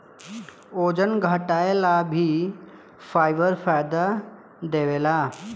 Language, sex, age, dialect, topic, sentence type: Bhojpuri, male, 18-24, Southern / Standard, agriculture, statement